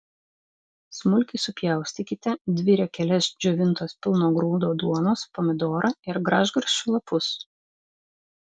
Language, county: Lithuanian, Vilnius